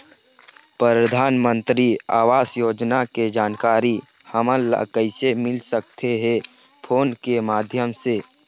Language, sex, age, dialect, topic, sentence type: Chhattisgarhi, male, 60-100, Eastern, banking, question